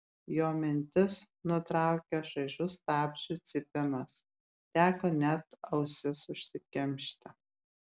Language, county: Lithuanian, Klaipėda